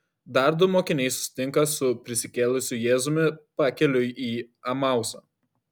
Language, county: Lithuanian, Kaunas